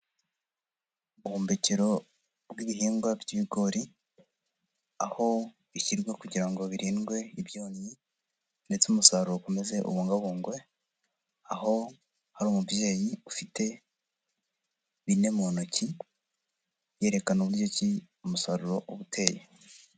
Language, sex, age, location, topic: Kinyarwanda, female, 25-35, Huye, agriculture